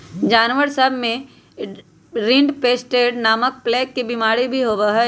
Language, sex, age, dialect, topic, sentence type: Magahi, female, 25-30, Western, agriculture, statement